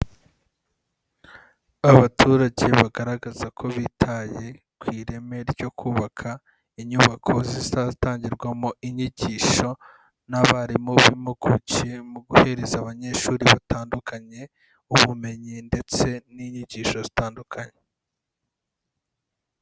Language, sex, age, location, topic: Kinyarwanda, male, 25-35, Kigali, education